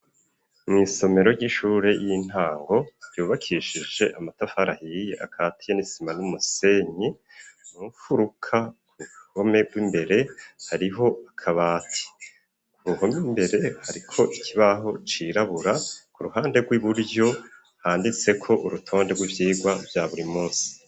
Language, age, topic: Rundi, 50+, education